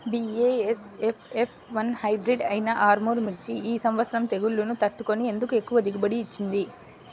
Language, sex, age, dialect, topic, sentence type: Telugu, female, 25-30, Central/Coastal, agriculture, question